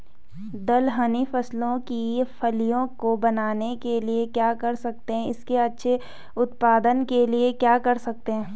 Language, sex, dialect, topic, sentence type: Hindi, female, Garhwali, agriculture, question